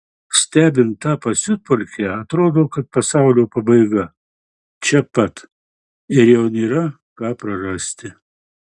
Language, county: Lithuanian, Marijampolė